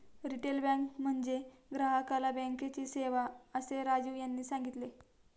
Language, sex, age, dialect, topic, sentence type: Marathi, female, 60-100, Standard Marathi, banking, statement